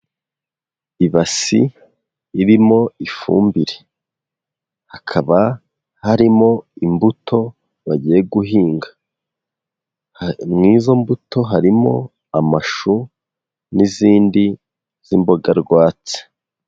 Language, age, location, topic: Kinyarwanda, 18-24, Huye, agriculture